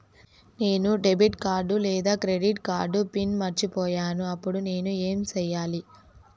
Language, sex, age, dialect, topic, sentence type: Telugu, male, 31-35, Southern, banking, question